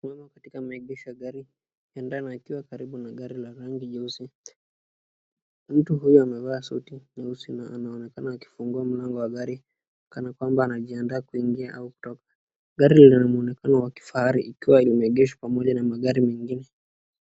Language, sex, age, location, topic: Swahili, female, 36-49, Nakuru, finance